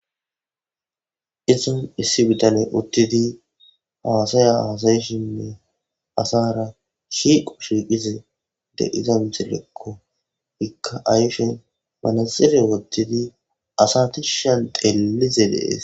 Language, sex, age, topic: Gamo, male, 25-35, government